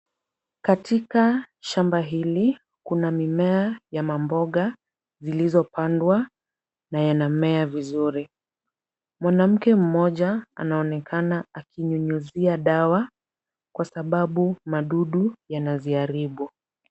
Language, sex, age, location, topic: Swahili, female, 18-24, Kisumu, health